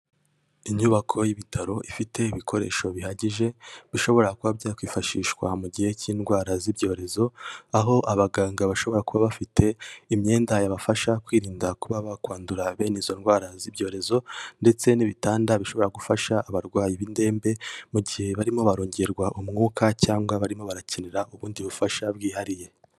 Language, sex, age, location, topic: Kinyarwanda, male, 18-24, Kigali, health